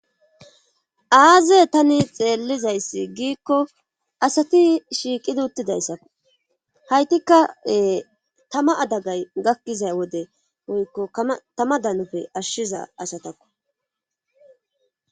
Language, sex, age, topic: Gamo, female, 18-24, government